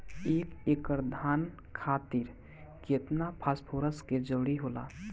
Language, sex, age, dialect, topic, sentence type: Bhojpuri, male, 18-24, Northern, agriculture, question